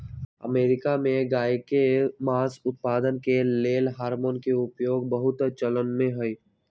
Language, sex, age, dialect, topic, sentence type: Magahi, male, 18-24, Western, agriculture, statement